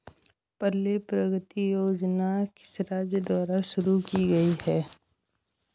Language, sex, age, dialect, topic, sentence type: Hindi, male, 18-24, Hindustani Malvi Khadi Boli, banking, question